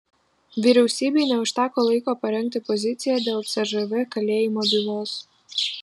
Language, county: Lithuanian, Vilnius